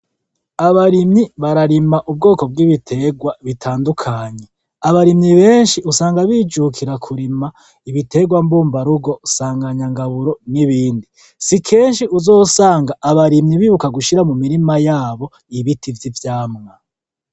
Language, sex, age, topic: Rundi, male, 36-49, agriculture